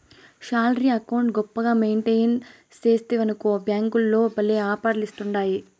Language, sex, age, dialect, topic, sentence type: Telugu, female, 18-24, Southern, banking, statement